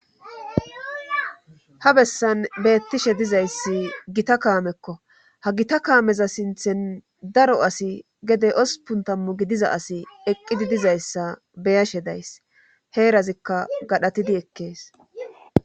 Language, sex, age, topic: Gamo, female, 25-35, government